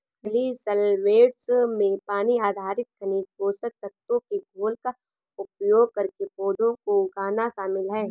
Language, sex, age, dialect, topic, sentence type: Hindi, male, 25-30, Awadhi Bundeli, agriculture, statement